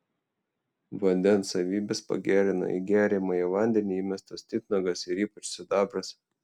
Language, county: Lithuanian, Telšiai